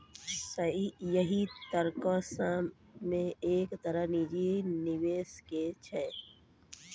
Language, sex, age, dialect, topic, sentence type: Maithili, female, 36-40, Angika, banking, statement